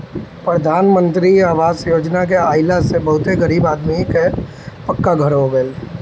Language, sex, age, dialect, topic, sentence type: Bhojpuri, male, 31-35, Northern, banking, statement